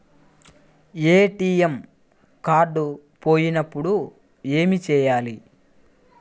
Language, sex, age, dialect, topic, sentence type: Telugu, male, 41-45, Central/Coastal, banking, question